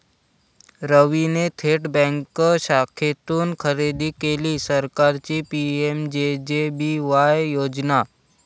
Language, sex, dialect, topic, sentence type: Marathi, male, Varhadi, banking, statement